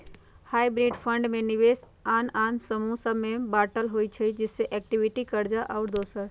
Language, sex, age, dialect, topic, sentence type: Magahi, female, 51-55, Western, banking, statement